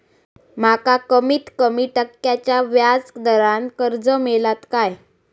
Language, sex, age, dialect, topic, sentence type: Marathi, female, 18-24, Southern Konkan, banking, question